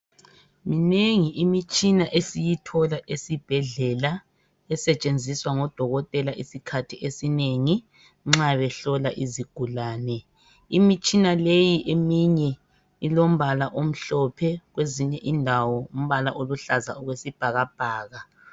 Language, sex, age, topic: North Ndebele, male, 25-35, health